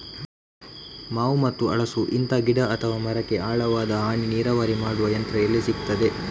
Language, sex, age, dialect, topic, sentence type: Kannada, male, 36-40, Coastal/Dakshin, agriculture, question